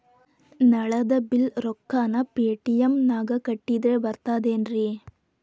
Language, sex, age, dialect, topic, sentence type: Kannada, female, 18-24, Dharwad Kannada, banking, question